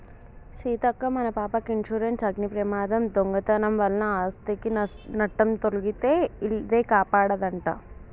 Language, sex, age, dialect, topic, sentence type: Telugu, male, 18-24, Telangana, banking, statement